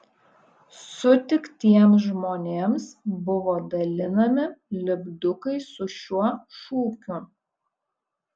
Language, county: Lithuanian, Kaunas